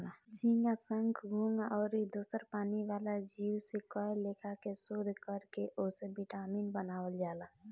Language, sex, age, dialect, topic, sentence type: Bhojpuri, female, 25-30, Southern / Standard, agriculture, statement